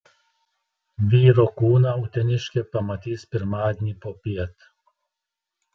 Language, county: Lithuanian, Telšiai